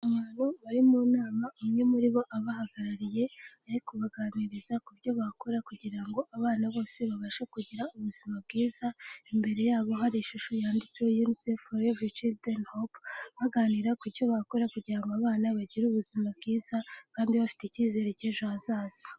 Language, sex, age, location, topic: Kinyarwanda, female, 18-24, Kigali, health